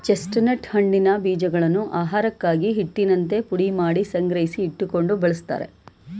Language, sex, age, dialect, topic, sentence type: Kannada, female, 18-24, Mysore Kannada, agriculture, statement